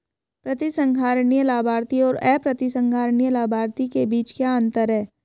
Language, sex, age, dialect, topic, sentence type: Hindi, female, 18-24, Hindustani Malvi Khadi Boli, banking, question